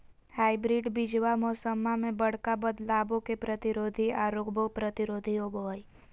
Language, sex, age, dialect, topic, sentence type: Magahi, female, 18-24, Southern, agriculture, statement